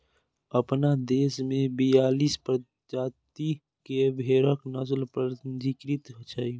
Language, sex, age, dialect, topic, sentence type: Maithili, male, 18-24, Eastern / Thethi, agriculture, statement